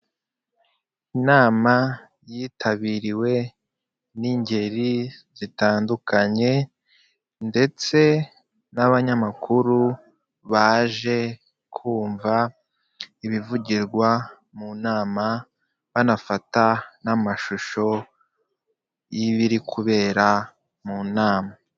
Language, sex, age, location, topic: Kinyarwanda, male, 25-35, Kigali, government